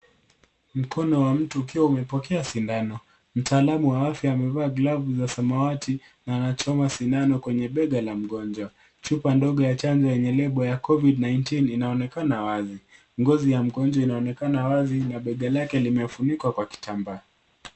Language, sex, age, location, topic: Swahili, male, 18-24, Nairobi, health